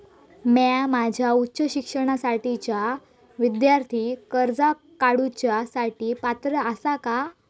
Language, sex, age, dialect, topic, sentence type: Marathi, female, 18-24, Southern Konkan, banking, statement